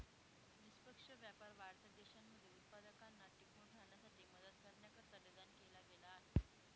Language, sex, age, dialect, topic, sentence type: Marathi, female, 18-24, Northern Konkan, banking, statement